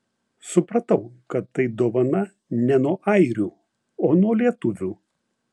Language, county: Lithuanian, Vilnius